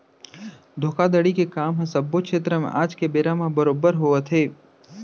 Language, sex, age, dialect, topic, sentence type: Chhattisgarhi, male, 25-30, Central, banking, statement